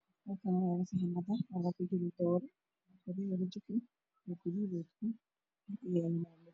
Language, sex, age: Somali, female, 25-35